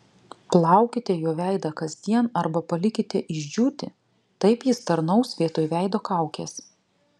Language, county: Lithuanian, Vilnius